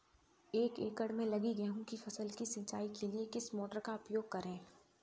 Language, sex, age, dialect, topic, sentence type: Hindi, female, 18-24, Kanauji Braj Bhasha, agriculture, question